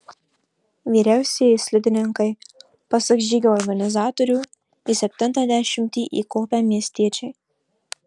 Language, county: Lithuanian, Marijampolė